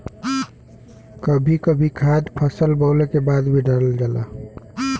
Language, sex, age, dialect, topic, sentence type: Bhojpuri, male, 18-24, Western, agriculture, statement